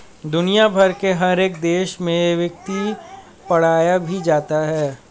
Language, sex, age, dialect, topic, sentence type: Hindi, male, 25-30, Hindustani Malvi Khadi Boli, banking, statement